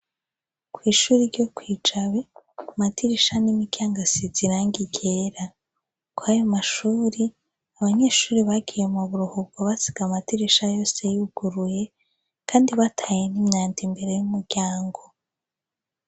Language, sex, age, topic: Rundi, female, 25-35, education